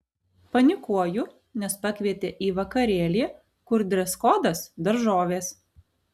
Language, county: Lithuanian, Alytus